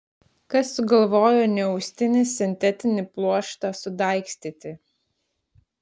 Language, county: Lithuanian, Klaipėda